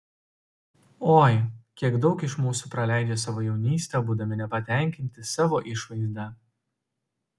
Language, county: Lithuanian, Utena